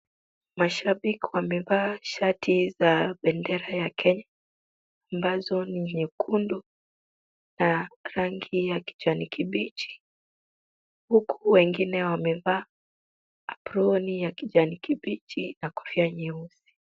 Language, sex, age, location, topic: Swahili, female, 25-35, Kisumu, government